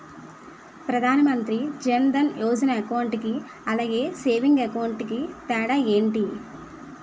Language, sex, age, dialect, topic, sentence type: Telugu, female, 25-30, Utterandhra, banking, question